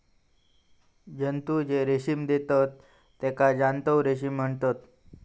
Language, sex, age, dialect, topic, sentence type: Marathi, male, 18-24, Southern Konkan, agriculture, statement